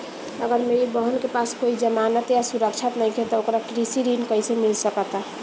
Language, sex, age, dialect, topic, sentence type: Bhojpuri, female, 18-24, Northern, agriculture, statement